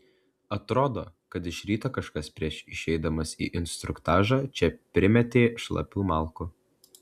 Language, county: Lithuanian, Klaipėda